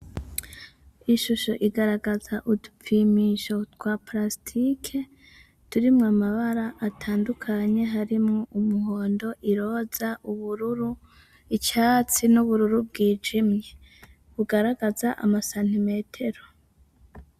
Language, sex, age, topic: Rundi, female, 25-35, education